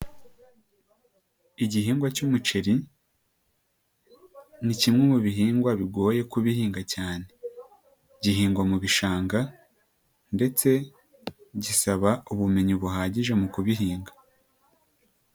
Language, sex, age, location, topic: Kinyarwanda, female, 18-24, Nyagatare, agriculture